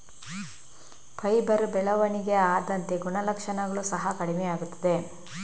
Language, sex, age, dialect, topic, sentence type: Kannada, female, 25-30, Coastal/Dakshin, agriculture, statement